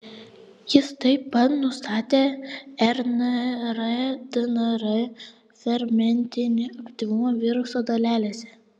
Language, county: Lithuanian, Panevėžys